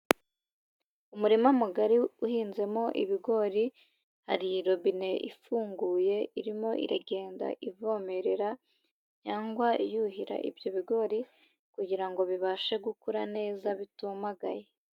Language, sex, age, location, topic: Kinyarwanda, female, 25-35, Huye, agriculture